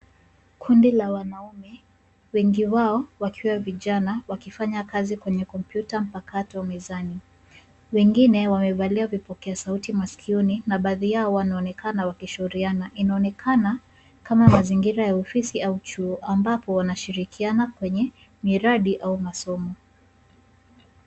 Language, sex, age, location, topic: Swahili, female, 36-49, Nairobi, education